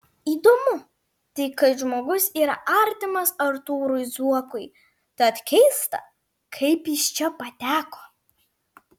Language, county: Lithuanian, Vilnius